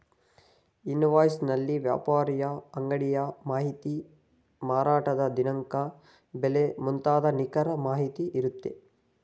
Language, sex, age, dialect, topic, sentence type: Kannada, male, 60-100, Mysore Kannada, banking, statement